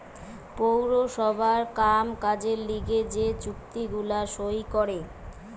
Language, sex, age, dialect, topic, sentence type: Bengali, female, 31-35, Western, banking, statement